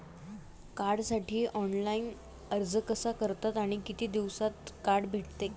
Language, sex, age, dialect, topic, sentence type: Marathi, female, 18-24, Standard Marathi, banking, question